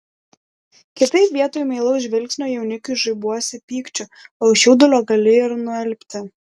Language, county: Lithuanian, Klaipėda